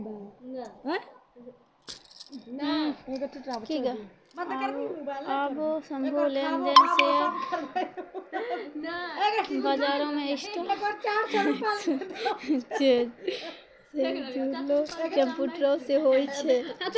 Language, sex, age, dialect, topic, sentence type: Maithili, female, 18-24, Angika, banking, statement